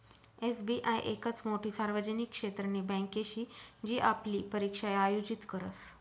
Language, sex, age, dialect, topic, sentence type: Marathi, female, 31-35, Northern Konkan, banking, statement